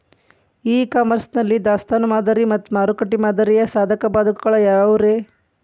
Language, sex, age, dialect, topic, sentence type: Kannada, female, 41-45, Dharwad Kannada, agriculture, question